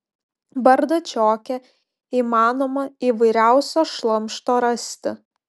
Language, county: Lithuanian, Panevėžys